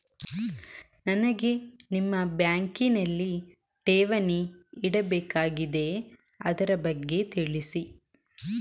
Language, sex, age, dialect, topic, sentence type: Kannada, female, 18-24, Coastal/Dakshin, banking, question